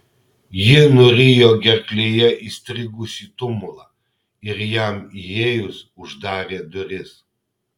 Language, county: Lithuanian, Kaunas